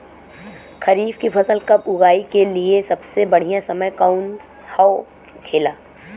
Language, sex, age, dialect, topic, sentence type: Bhojpuri, female, 25-30, Western, agriculture, question